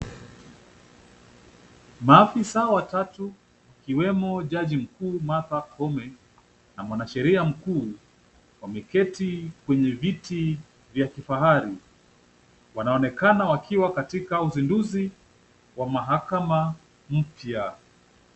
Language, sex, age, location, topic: Swahili, male, 25-35, Kisumu, government